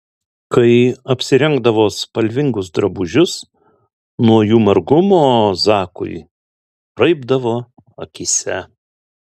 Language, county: Lithuanian, Alytus